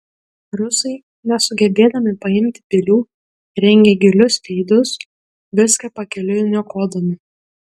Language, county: Lithuanian, Klaipėda